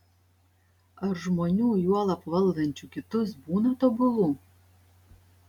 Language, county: Lithuanian, Šiauliai